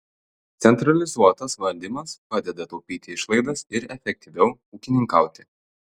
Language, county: Lithuanian, Telšiai